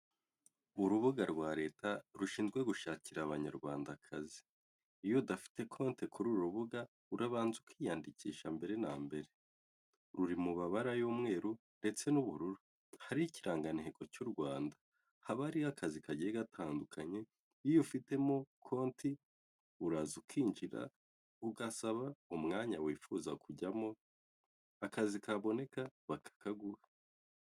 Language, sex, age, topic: Kinyarwanda, male, 18-24, government